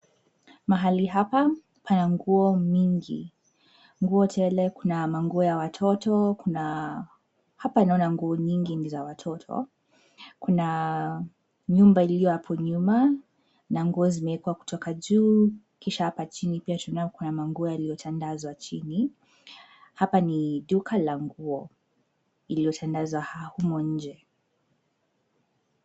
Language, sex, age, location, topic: Swahili, female, 18-24, Nairobi, finance